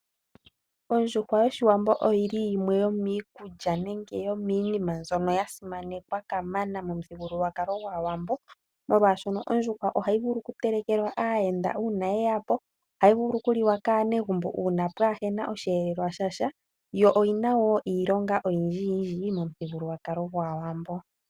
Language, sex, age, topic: Oshiwambo, female, 18-24, agriculture